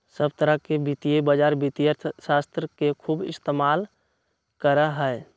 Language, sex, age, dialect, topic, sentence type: Magahi, male, 60-100, Western, banking, statement